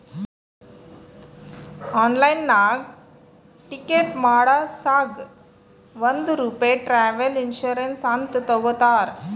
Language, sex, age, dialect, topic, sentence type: Kannada, female, 36-40, Northeastern, banking, statement